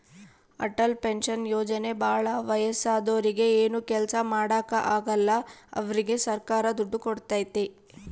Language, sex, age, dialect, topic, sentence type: Kannada, female, 18-24, Central, banking, statement